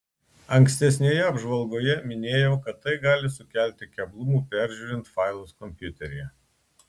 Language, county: Lithuanian, Klaipėda